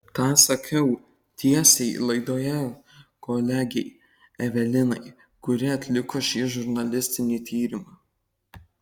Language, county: Lithuanian, Kaunas